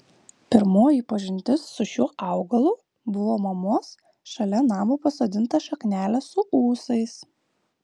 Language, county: Lithuanian, Vilnius